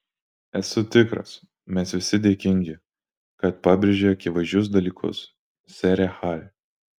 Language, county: Lithuanian, Alytus